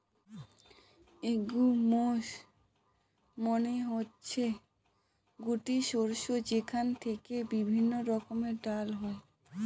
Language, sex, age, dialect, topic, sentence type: Bengali, female, 18-24, Northern/Varendri, agriculture, statement